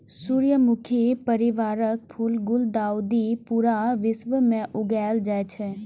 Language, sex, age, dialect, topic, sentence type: Maithili, female, 18-24, Eastern / Thethi, agriculture, statement